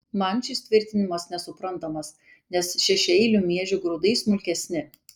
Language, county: Lithuanian, Kaunas